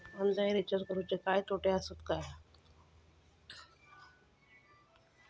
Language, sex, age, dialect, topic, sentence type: Marathi, female, 41-45, Southern Konkan, banking, question